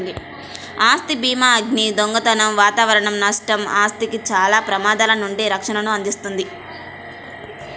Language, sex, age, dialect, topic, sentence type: Telugu, female, 18-24, Central/Coastal, banking, statement